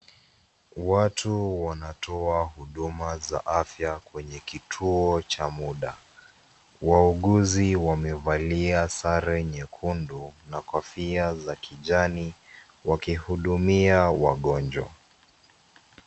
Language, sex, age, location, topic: Swahili, male, 25-35, Nairobi, health